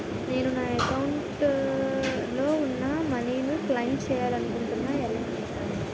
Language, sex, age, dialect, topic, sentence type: Telugu, female, 18-24, Utterandhra, banking, question